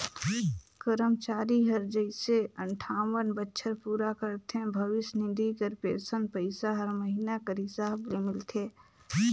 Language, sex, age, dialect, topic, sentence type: Chhattisgarhi, female, 41-45, Northern/Bhandar, banking, statement